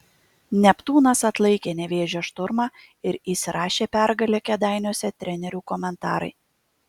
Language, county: Lithuanian, Kaunas